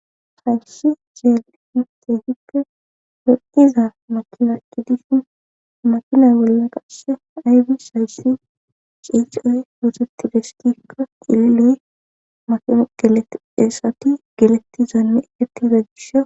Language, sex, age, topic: Gamo, female, 25-35, government